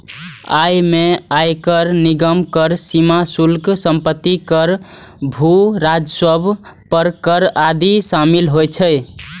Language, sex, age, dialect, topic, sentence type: Maithili, male, 18-24, Eastern / Thethi, banking, statement